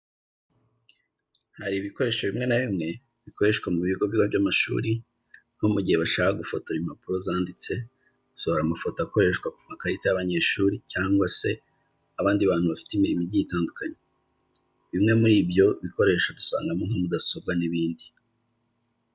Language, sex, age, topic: Kinyarwanda, male, 25-35, education